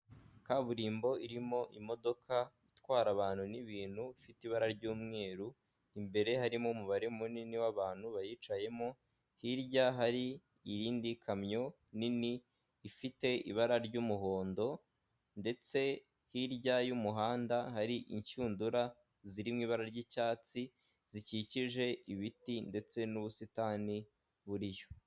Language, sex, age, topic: Kinyarwanda, male, 18-24, government